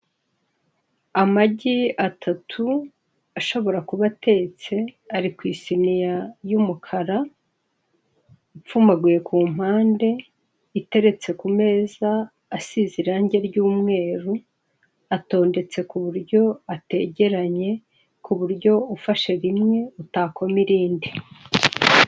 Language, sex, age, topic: Kinyarwanda, male, 36-49, finance